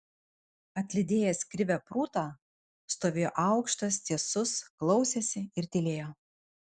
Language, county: Lithuanian, Vilnius